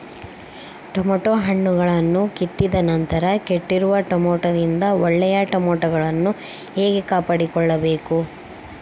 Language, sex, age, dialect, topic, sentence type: Kannada, female, 25-30, Central, agriculture, question